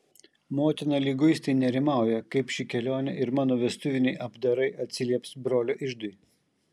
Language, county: Lithuanian, Kaunas